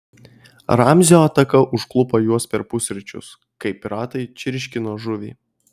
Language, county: Lithuanian, Kaunas